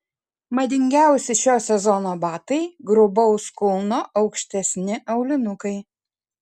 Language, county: Lithuanian, Kaunas